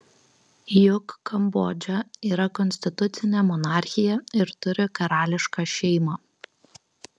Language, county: Lithuanian, Kaunas